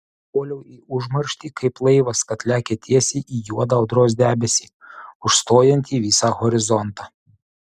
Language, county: Lithuanian, Utena